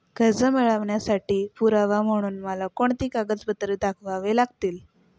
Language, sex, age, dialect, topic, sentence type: Marathi, female, 18-24, Standard Marathi, banking, statement